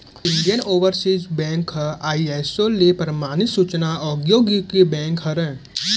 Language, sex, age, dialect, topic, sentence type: Chhattisgarhi, male, 18-24, Central, banking, statement